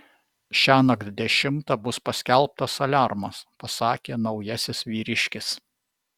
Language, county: Lithuanian, Vilnius